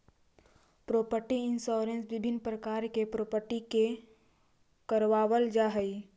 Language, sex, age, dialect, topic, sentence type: Magahi, female, 18-24, Central/Standard, banking, statement